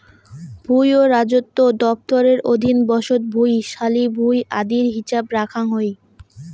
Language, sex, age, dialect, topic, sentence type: Bengali, female, 18-24, Rajbangshi, agriculture, statement